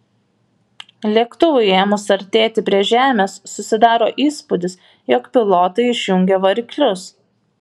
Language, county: Lithuanian, Vilnius